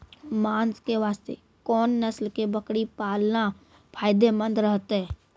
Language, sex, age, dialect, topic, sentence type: Maithili, male, 46-50, Angika, agriculture, question